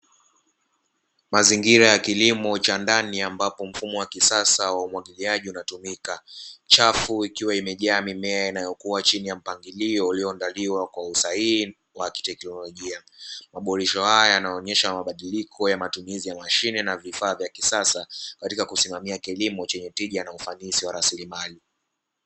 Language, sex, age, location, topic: Swahili, male, 18-24, Dar es Salaam, agriculture